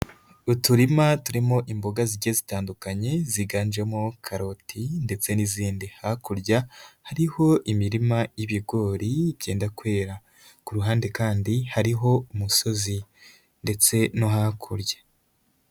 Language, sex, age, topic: Kinyarwanda, male, 25-35, agriculture